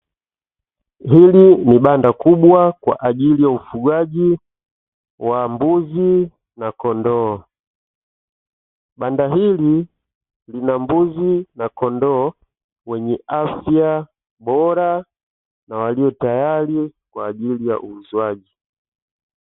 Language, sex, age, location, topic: Swahili, male, 25-35, Dar es Salaam, agriculture